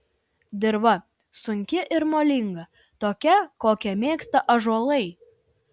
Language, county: Lithuanian, Vilnius